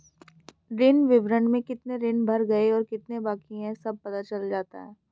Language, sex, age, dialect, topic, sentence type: Hindi, female, 18-24, Hindustani Malvi Khadi Boli, banking, statement